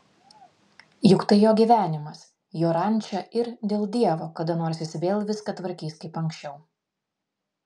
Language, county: Lithuanian, Vilnius